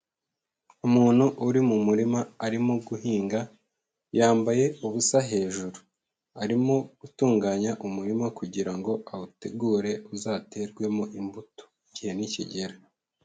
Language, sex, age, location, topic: Kinyarwanda, male, 25-35, Huye, agriculture